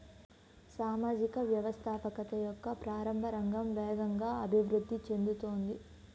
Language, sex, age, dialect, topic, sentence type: Telugu, female, 18-24, Central/Coastal, banking, statement